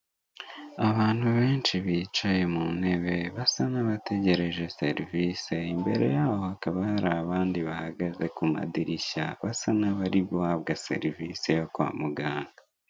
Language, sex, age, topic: Kinyarwanda, male, 18-24, government